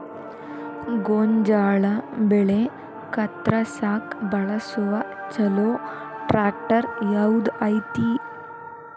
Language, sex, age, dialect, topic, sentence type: Kannada, female, 18-24, Dharwad Kannada, agriculture, question